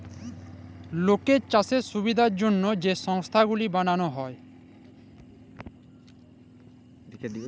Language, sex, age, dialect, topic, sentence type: Bengali, male, 25-30, Jharkhandi, agriculture, statement